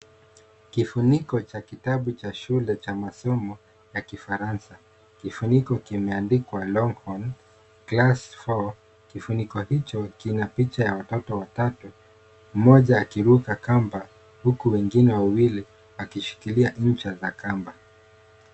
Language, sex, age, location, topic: Swahili, male, 25-35, Kisumu, education